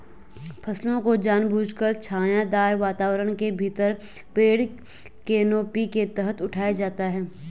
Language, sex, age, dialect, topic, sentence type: Hindi, female, 18-24, Garhwali, agriculture, statement